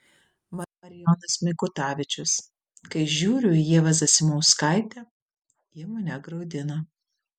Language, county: Lithuanian, Vilnius